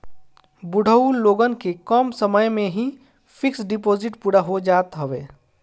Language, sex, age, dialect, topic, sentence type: Bhojpuri, male, 25-30, Northern, banking, statement